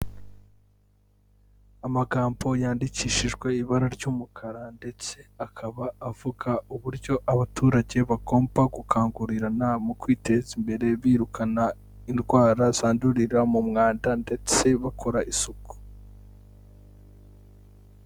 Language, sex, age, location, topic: Kinyarwanda, male, 25-35, Kigali, health